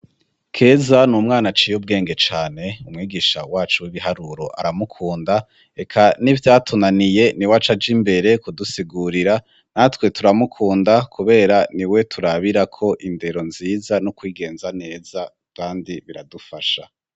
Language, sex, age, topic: Rundi, male, 25-35, education